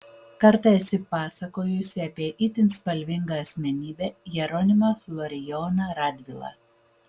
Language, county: Lithuanian, Vilnius